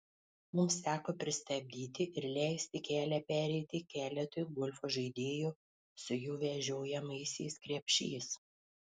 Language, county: Lithuanian, Panevėžys